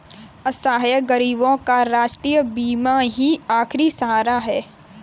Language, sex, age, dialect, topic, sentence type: Hindi, female, 18-24, Kanauji Braj Bhasha, banking, statement